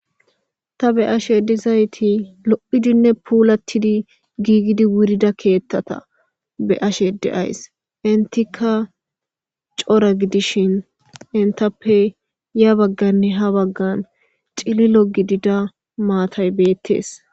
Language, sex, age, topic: Gamo, female, 18-24, government